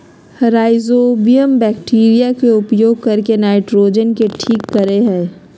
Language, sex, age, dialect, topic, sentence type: Magahi, female, 36-40, Southern, agriculture, statement